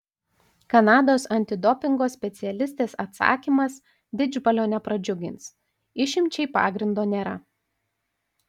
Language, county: Lithuanian, Panevėžys